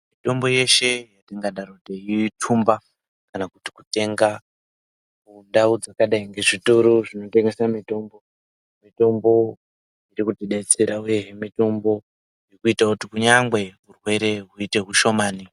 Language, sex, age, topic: Ndau, male, 25-35, health